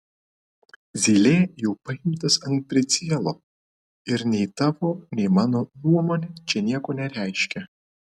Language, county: Lithuanian, Vilnius